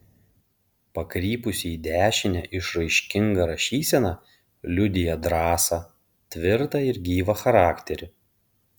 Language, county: Lithuanian, Panevėžys